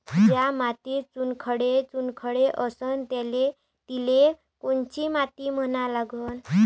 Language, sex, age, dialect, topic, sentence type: Marathi, female, 18-24, Varhadi, agriculture, question